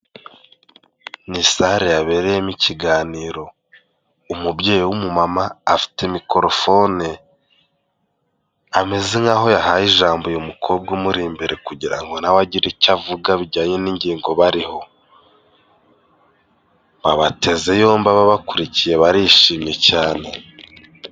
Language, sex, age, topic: Kinyarwanda, male, 18-24, health